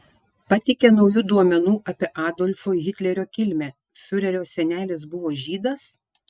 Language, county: Lithuanian, Šiauliai